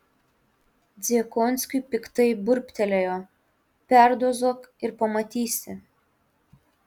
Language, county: Lithuanian, Utena